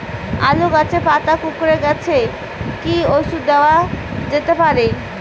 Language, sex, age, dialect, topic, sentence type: Bengali, female, 25-30, Rajbangshi, agriculture, question